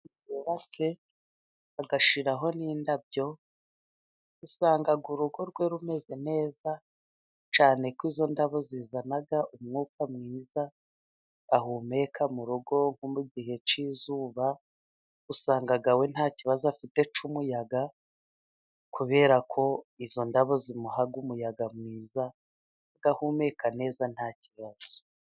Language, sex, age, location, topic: Kinyarwanda, female, 36-49, Musanze, finance